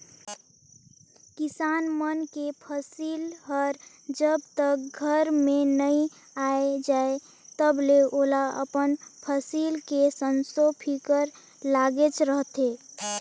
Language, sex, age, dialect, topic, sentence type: Chhattisgarhi, female, 18-24, Northern/Bhandar, agriculture, statement